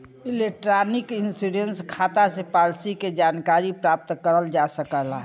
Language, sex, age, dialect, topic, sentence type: Bhojpuri, female, 60-100, Western, banking, statement